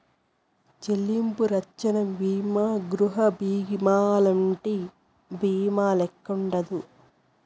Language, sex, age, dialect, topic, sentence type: Telugu, female, 56-60, Southern, banking, statement